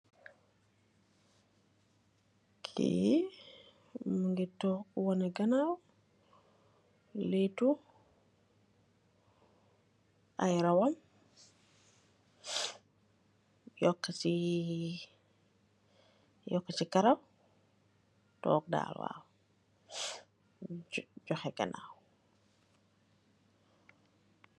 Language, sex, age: Wolof, female, 25-35